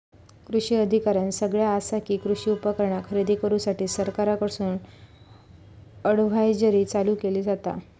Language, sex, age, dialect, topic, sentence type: Marathi, female, 25-30, Southern Konkan, agriculture, statement